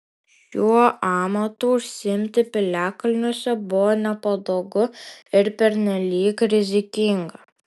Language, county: Lithuanian, Alytus